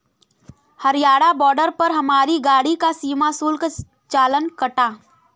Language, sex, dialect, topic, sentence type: Hindi, female, Kanauji Braj Bhasha, banking, statement